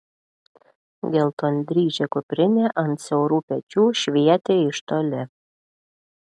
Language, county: Lithuanian, Klaipėda